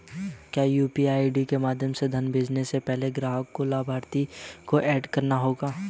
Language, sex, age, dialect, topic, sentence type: Hindi, male, 18-24, Hindustani Malvi Khadi Boli, banking, question